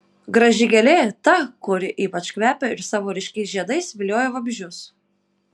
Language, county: Lithuanian, Kaunas